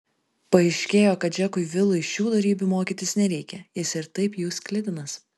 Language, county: Lithuanian, Vilnius